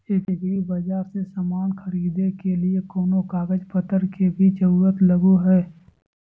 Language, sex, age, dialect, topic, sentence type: Magahi, female, 18-24, Southern, agriculture, question